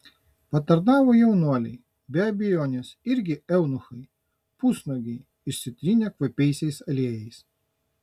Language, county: Lithuanian, Kaunas